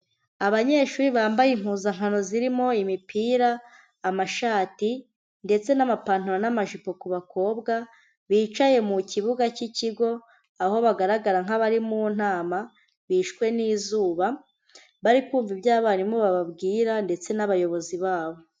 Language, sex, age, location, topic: Kinyarwanda, female, 25-35, Huye, education